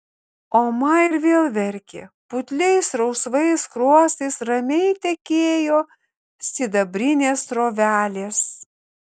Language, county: Lithuanian, Kaunas